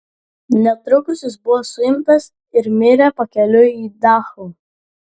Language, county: Lithuanian, Klaipėda